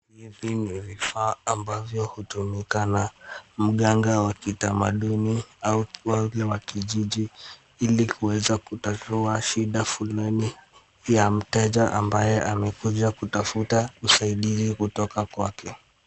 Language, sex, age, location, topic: Swahili, male, 18-24, Kisumu, health